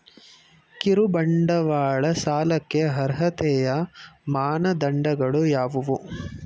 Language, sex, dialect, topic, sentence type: Kannada, male, Mysore Kannada, banking, question